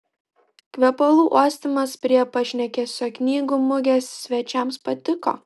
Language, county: Lithuanian, Klaipėda